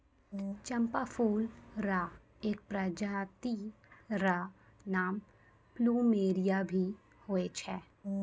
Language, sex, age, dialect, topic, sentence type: Maithili, female, 25-30, Angika, banking, statement